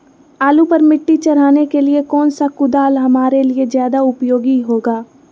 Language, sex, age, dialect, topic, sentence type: Magahi, female, 25-30, Western, agriculture, question